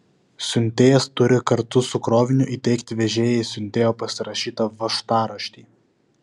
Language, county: Lithuanian, Vilnius